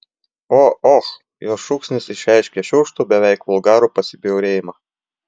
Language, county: Lithuanian, Klaipėda